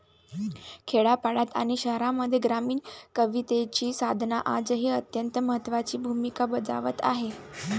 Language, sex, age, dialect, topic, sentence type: Marathi, female, 18-24, Varhadi, agriculture, statement